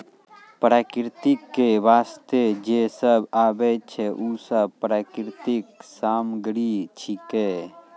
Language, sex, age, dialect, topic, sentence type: Maithili, male, 36-40, Angika, agriculture, statement